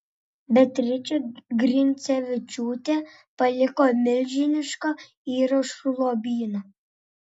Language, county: Lithuanian, Vilnius